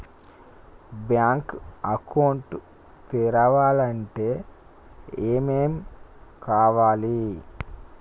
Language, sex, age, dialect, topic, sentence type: Telugu, male, 25-30, Telangana, banking, question